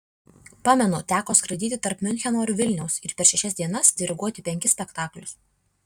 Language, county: Lithuanian, Alytus